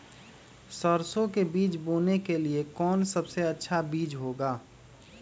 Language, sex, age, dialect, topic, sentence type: Magahi, male, 25-30, Western, agriculture, question